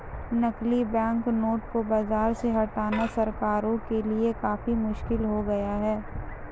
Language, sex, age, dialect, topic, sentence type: Hindi, female, 18-24, Marwari Dhudhari, banking, statement